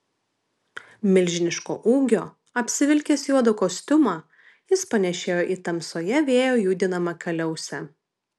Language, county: Lithuanian, Vilnius